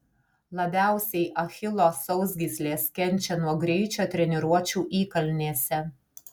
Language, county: Lithuanian, Alytus